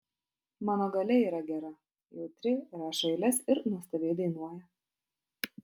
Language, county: Lithuanian, Utena